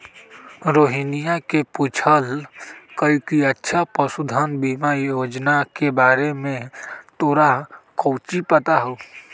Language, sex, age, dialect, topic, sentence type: Magahi, male, 18-24, Western, agriculture, statement